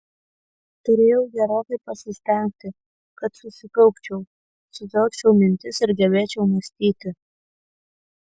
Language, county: Lithuanian, Kaunas